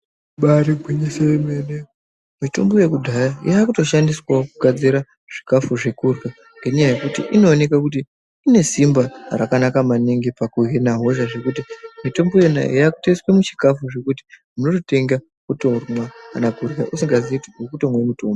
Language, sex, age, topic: Ndau, male, 25-35, health